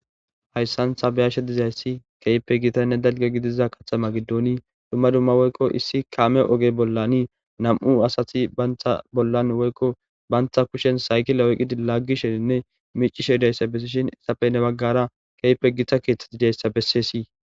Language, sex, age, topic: Gamo, male, 18-24, government